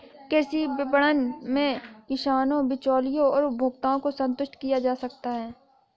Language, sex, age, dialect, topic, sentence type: Hindi, female, 56-60, Hindustani Malvi Khadi Boli, agriculture, statement